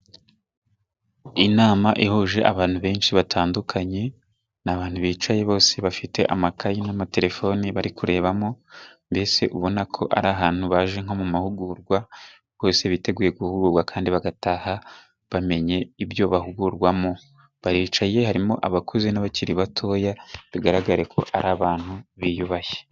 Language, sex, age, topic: Kinyarwanda, male, 18-24, government